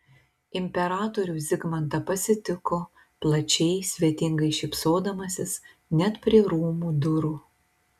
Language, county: Lithuanian, Telšiai